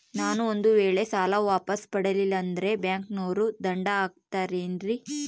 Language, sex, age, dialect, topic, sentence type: Kannada, female, 31-35, Central, banking, question